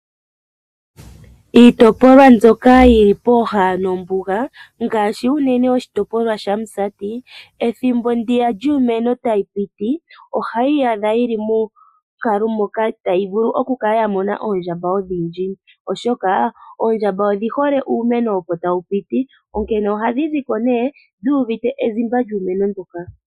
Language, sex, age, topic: Oshiwambo, female, 25-35, agriculture